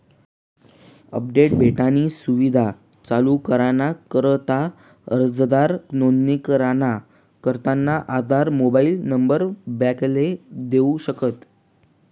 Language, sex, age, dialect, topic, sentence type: Marathi, male, 18-24, Northern Konkan, banking, statement